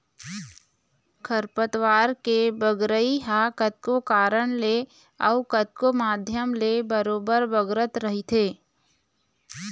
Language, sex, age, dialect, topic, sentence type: Chhattisgarhi, female, 25-30, Eastern, agriculture, statement